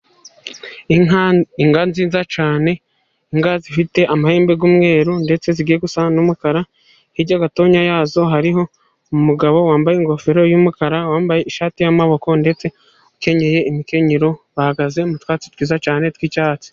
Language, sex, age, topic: Kinyarwanda, female, 25-35, government